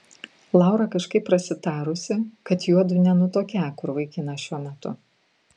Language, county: Lithuanian, Vilnius